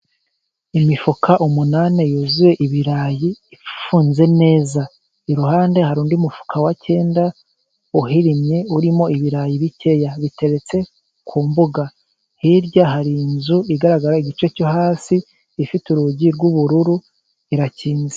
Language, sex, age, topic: Kinyarwanda, male, 25-35, agriculture